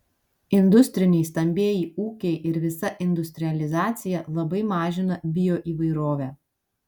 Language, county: Lithuanian, Vilnius